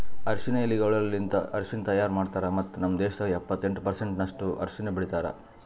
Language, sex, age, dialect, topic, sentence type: Kannada, male, 56-60, Northeastern, agriculture, statement